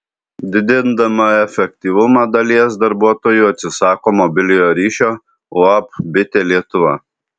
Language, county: Lithuanian, Alytus